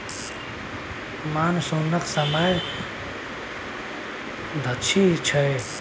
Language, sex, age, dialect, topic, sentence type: Maithili, male, 18-24, Bajjika, agriculture, statement